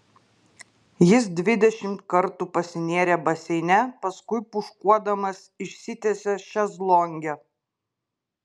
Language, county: Lithuanian, Klaipėda